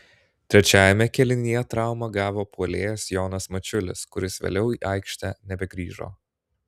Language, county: Lithuanian, Klaipėda